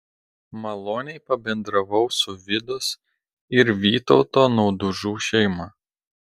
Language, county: Lithuanian, Telšiai